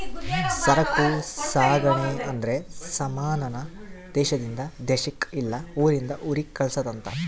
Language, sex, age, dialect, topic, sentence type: Kannada, male, 31-35, Central, banking, statement